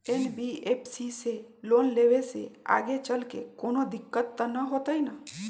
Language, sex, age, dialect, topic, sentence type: Magahi, female, 46-50, Western, banking, question